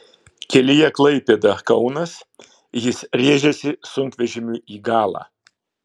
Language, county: Lithuanian, Klaipėda